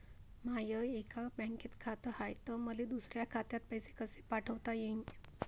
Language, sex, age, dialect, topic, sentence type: Marathi, female, 36-40, Varhadi, banking, question